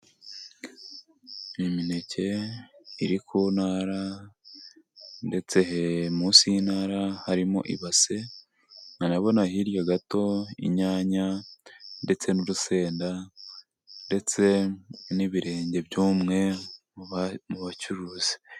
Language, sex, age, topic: Kinyarwanda, female, 18-24, agriculture